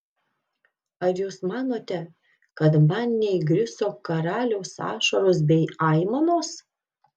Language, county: Lithuanian, Kaunas